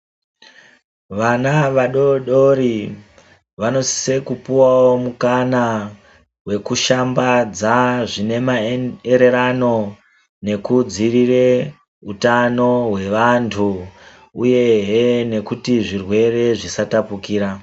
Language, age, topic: Ndau, 50+, health